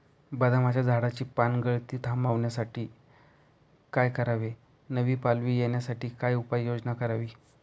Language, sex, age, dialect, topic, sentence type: Marathi, male, 25-30, Northern Konkan, agriculture, question